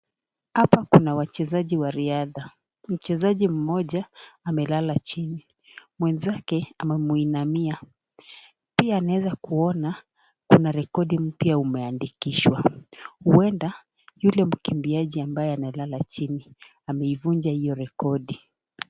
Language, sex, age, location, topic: Swahili, female, 36-49, Nakuru, education